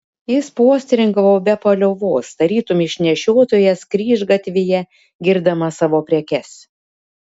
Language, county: Lithuanian, Šiauliai